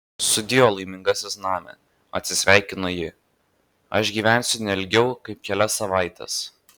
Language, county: Lithuanian, Vilnius